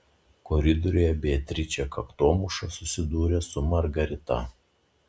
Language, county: Lithuanian, Šiauliai